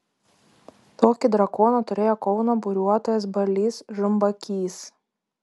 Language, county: Lithuanian, Panevėžys